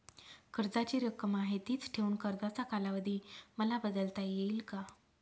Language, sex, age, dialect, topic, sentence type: Marathi, female, 18-24, Northern Konkan, banking, question